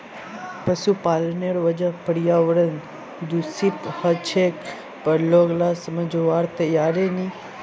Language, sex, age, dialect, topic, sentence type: Magahi, male, 46-50, Northeastern/Surjapuri, agriculture, statement